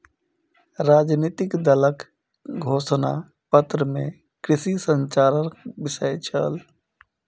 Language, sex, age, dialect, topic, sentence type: Maithili, male, 31-35, Southern/Standard, agriculture, statement